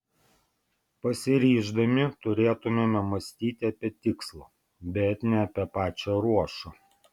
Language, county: Lithuanian, Vilnius